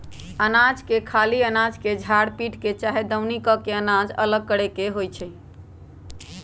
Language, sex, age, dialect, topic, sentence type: Magahi, female, 41-45, Western, agriculture, statement